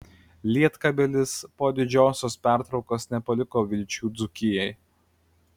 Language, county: Lithuanian, Klaipėda